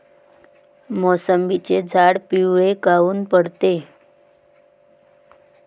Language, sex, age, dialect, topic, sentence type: Marathi, female, 36-40, Varhadi, agriculture, question